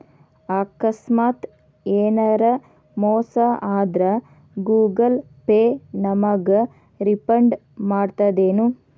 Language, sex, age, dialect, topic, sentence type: Kannada, female, 31-35, Dharwad Kannada, banking, statement